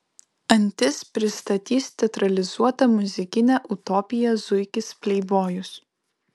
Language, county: Lithuanian, Vilnius